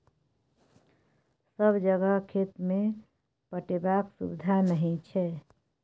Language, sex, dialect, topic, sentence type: Maithili, female, Bajjika, agriculture, statement